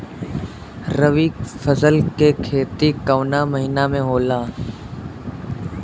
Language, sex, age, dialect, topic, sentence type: Bhojpuri, male, 18-24, Southern / Standard, agriculture, question